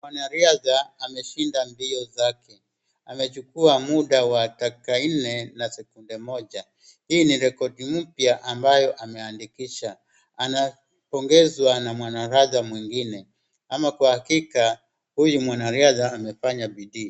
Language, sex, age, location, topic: Swahili, male, 36-49, Wajir, education